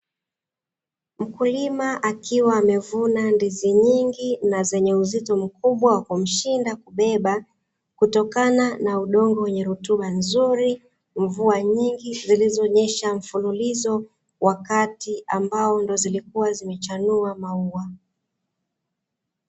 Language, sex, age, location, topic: Swahili, female, 36-49, Dar es Salaam, agriculture